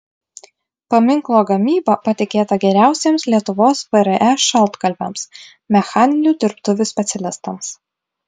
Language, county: Lithuanian, Vilnius